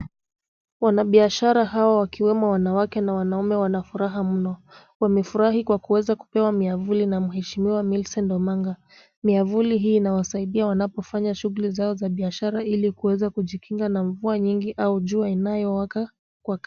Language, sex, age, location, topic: Swahili, female, 25-35, Kisumu, government